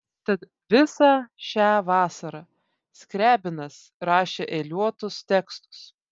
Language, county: Lithuanian, Vilnius